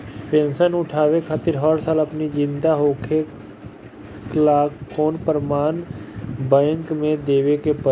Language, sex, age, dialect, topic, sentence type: Bhojpuri, male, 25-30, Northern, banking, statement